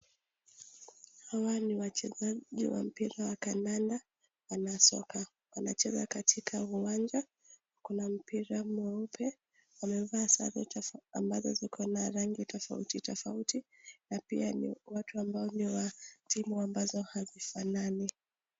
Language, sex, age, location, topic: Swahili, female, 18-24, Nakuru, government